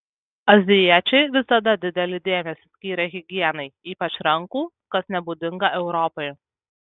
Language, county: Lithuanian, Kaunas